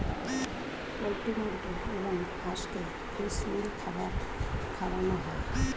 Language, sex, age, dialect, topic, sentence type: Bengali, female, 41-45, Standard Colloquial, agriculture, statement